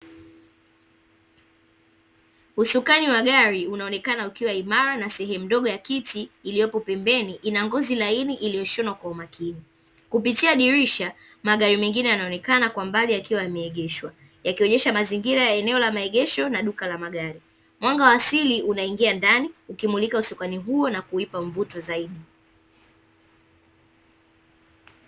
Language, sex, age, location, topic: Swahili, female, 18-24, Dar es Salaam, finance